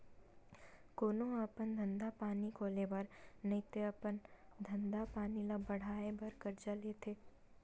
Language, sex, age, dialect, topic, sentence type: Chhattisgarhi, female, 18-24, Western/Budati/Khatahi, banking, statement